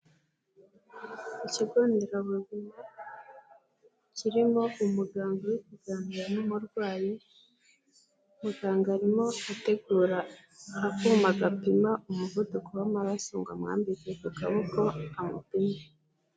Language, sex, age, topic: Kinyarwanda, female, 18-24, health